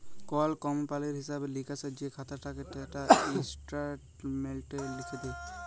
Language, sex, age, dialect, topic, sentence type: Bengali, male, 18-24, Jharkhandi, banking, statement